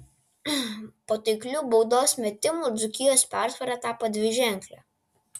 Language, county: Lithuanian, Vilnius